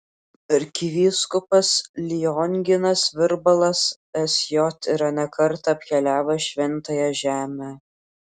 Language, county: Lithuanian, Klaipėda